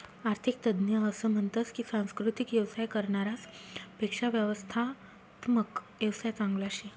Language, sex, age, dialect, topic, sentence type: Marathi, female, 18-24, Northern Konkan, banking, statement